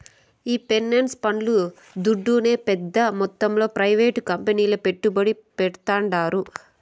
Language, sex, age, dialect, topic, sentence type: Telugu, female, 18-24, Southern, banking, statement